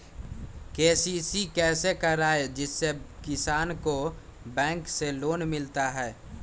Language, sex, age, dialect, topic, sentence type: Magahi, male, 18-24, Western, agriculture, question